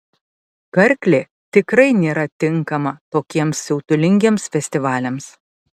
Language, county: Lithuanian, Panevėžys